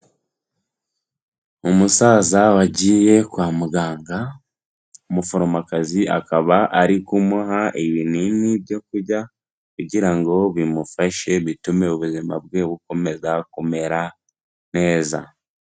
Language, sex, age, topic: Kinyarwanda, male, 18-24, health